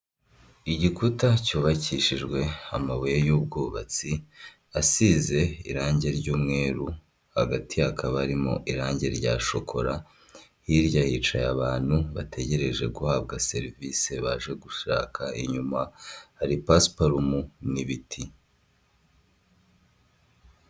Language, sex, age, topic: Kinyarwanda, male, 25-35, government